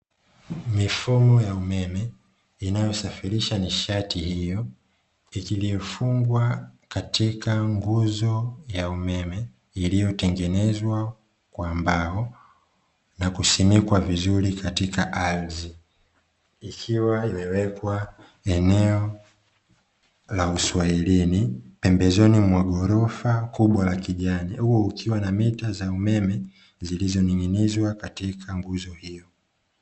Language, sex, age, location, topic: Swahili, male, 25-35, Dar es Salaam, government